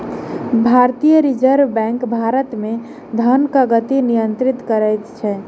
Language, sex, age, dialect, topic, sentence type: Maithili, female, 18-24, Southern/Standard, banking, statement